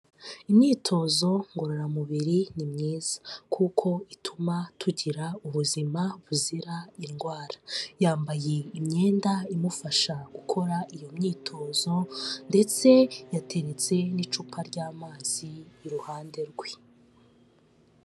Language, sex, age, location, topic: Kinyarwanda, female, 25-35, Kigali, health